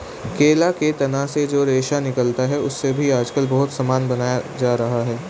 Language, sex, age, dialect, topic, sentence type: Hindi, male, 18-24, Hindustani Malvi Khadi Boli, agriculture, statement